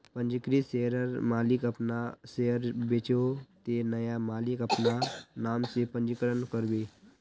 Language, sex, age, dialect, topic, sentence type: Magahi, male, 41-45, Northeastern/Surjapuri, banking, statement